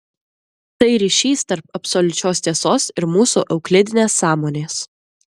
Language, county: Lithuanian, Klaipėda